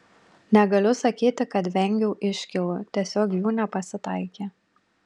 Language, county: Lithuanian, Panevėžys